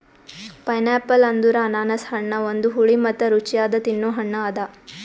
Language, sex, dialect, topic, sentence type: Kannada, female, Northeastern, agriculture, statement